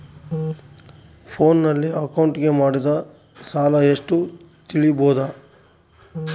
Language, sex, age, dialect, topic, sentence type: Kannada, male, 31-35, Central, banking, question